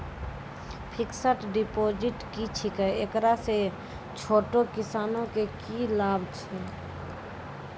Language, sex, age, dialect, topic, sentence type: Maithili, female, 25-30, Angika, banking, question